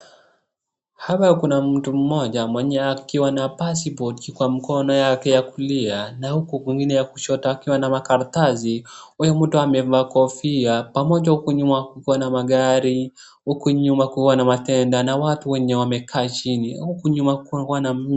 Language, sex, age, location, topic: Swahili, male, 25-35, Wajir, government